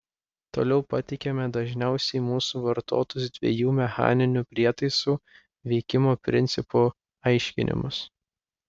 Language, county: Lithuanian, Klaipėda